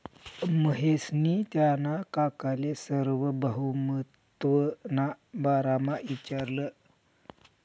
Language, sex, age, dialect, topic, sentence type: Marathi, male, 51-55, Northern Konkan, banking, statement